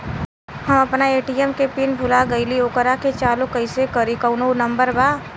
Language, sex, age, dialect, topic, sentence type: Bhojpuri, female, 18-24, Western, banking, question